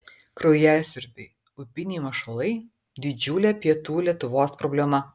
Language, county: Lithuanian, Vilnius